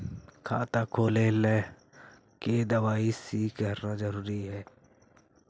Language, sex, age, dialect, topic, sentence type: Magahi, male, 51-55, Central/Standard, banking, question